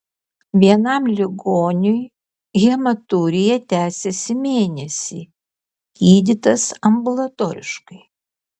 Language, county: Lithuanian, Kaunas